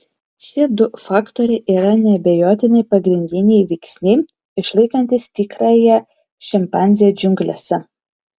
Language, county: Lithuanian, Vilnius